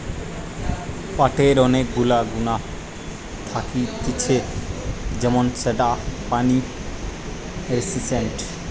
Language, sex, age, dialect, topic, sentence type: Bengali, male, 18-24, Western, agriculture, statement